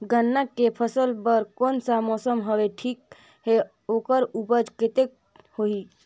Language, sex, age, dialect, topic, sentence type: Chhattisgarhi, female, 25-30, Northern/Bhandar, agriculture, question